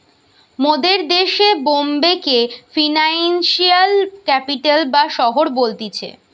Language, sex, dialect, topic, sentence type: Bengali, female, Western, banking, statement